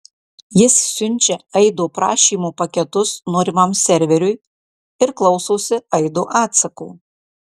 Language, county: Lithuanian, Marijampolė